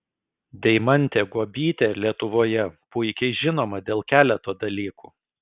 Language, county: Lithuanian, Kaunas